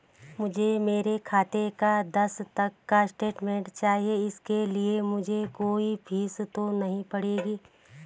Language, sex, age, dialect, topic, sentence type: Hindi, female, 31-35, Garhwali, banking, question